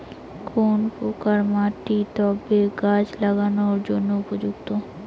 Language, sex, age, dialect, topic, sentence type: Bengali, female, 18-24, Rajbangshi, agriculture, question